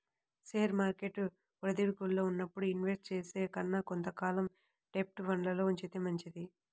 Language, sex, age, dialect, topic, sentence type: Telugu, male, 18-24, Central/Coastal, banking, statement